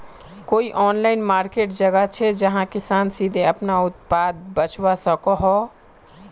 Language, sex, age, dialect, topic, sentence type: Magahi, male, 18-24, Northeastern/Surjapuri, agriculture, statement